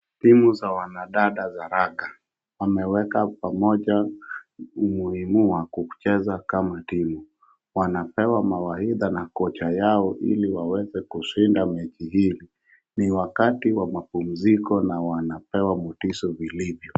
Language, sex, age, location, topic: Swahili, male, 36-49, Wajir, government